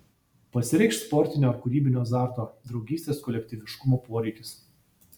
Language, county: Lithuanian, Vilnius